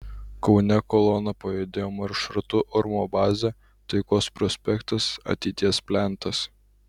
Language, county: Lithuanian, Utena